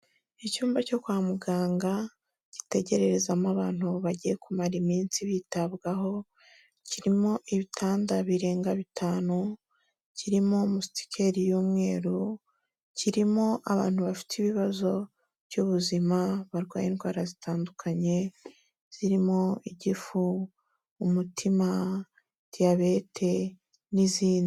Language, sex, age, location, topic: Kinyarwanda, female, 25-35, Kigali, health